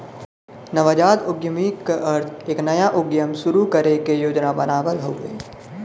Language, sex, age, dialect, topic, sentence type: Bhojpuri, male, 25-30, Western, banking, statement